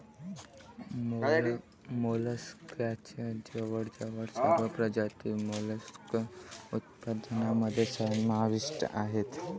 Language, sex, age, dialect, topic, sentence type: Marathi, male, 25-30, Varhadi, agriculture, statement